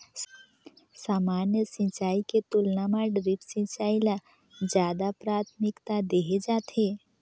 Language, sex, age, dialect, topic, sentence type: Chhattisgarhi, female, 18-24, Northern/Bhandar, agriculture, statement